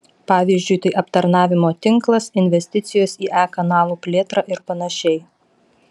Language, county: Lithuanian, Vilnius